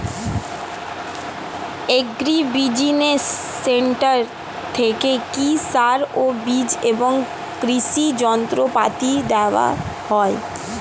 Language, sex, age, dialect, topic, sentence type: Bengali, female, 18-24, Standard Colloquial, agriculture, question